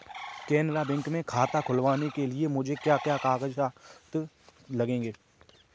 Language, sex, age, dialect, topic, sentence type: Hindi, male, 25-30, Kanauji Braj Bhasha, banking, statement